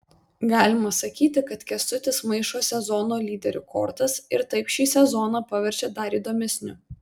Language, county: Lithuanian, Vilnius